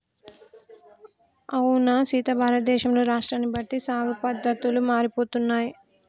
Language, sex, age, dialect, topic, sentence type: Telugu, female, 25-30, Telangana, agriculture, statement